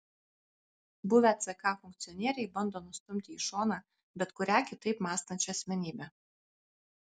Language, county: Lithuanian, Alytus